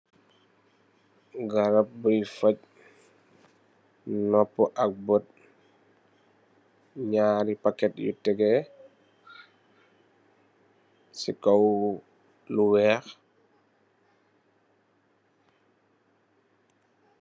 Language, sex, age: Wolof, male, 25-35